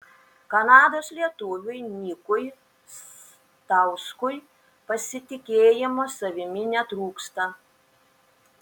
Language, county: Lithuanian, Šiauliai